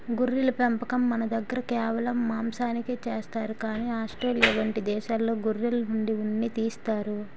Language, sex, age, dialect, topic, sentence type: Telugu, female, 18-24, Utterandhra, agriculture, statement